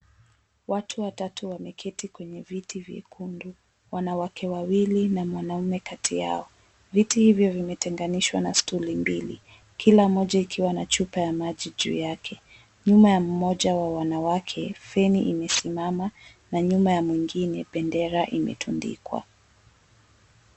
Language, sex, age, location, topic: Swahili, female, 18-24, Mombasa, government